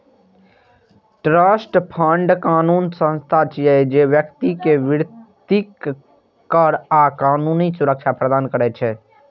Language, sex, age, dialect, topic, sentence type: Maithili, male, 18-24, Eastern / Thethi, banking, statement